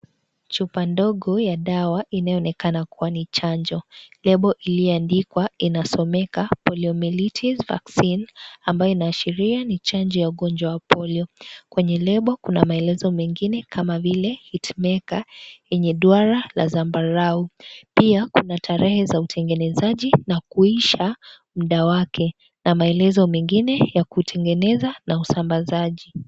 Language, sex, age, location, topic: Swahili, female, 18-24, Kisii, health